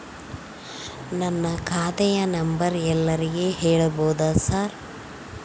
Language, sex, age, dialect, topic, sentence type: Kannada, female, 25-30, Central, banking, question